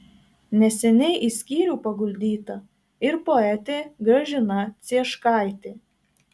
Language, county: Lithuanian, Marijampolė